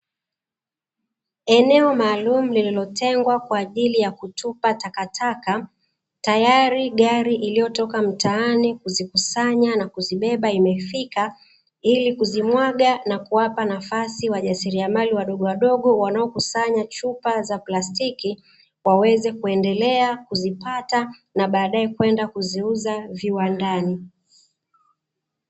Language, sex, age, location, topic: Swahili, female, 36-49, Dar es Salaam, government